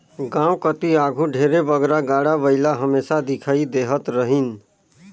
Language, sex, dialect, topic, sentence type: Chhattisgarhi, male, Northern/Bhandar, agriculture, statement